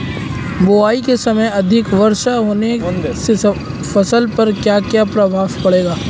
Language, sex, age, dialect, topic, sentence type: Hindi, male, 18-24, Marwari Dhudhari, agriculture, question